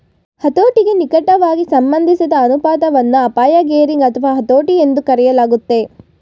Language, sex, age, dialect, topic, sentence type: Kannada, female, 18-24, Mysore Kannada, banking, statement